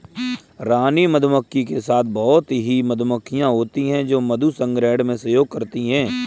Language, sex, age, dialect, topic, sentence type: Hindi, male, 25-30, Kanauji Braj Bhasha, agriculture, statement